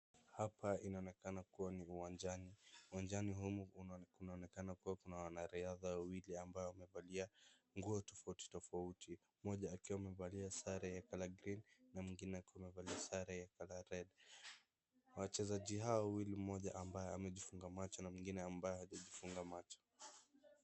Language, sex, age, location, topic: Swahili, male, 25-35, Wajir, education